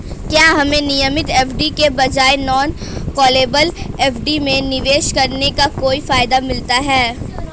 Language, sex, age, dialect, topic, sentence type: Hindi, female, 18-24, Hindustani Malvi Khadi Boli, banking, question